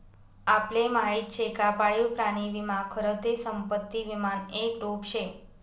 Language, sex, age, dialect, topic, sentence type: Marathi, female, 18-24, Northern Konkan, banking, statement